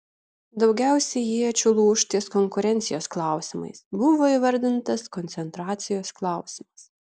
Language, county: Lithuanian, Šiauliai